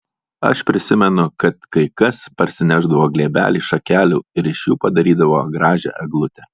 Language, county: Lithuanian, Alytus